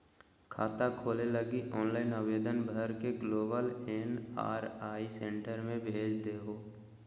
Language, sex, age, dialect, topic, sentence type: Magahi, male, 25-30, Southern, banking, statement